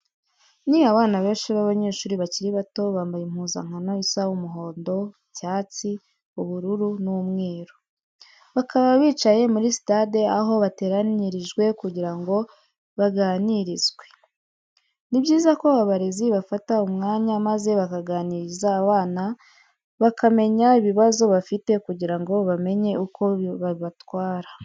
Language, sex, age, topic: Kinyarwanda, female, 25-35, education